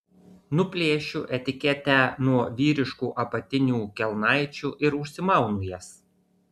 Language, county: Lithuanian, Kaunas